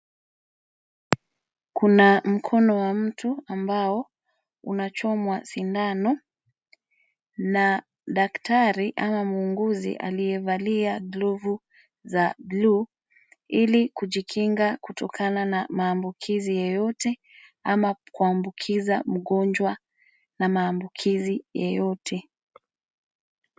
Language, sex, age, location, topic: Swahili, female, 25-35, Nairobi, health